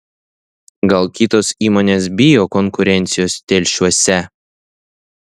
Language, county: Lithuanian, Šiauliai